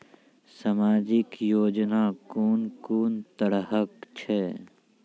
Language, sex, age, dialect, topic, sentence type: Maithili, male, 36-40, Angika, banking, question